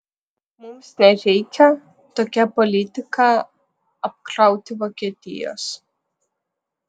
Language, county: Lithuanian, Vilnius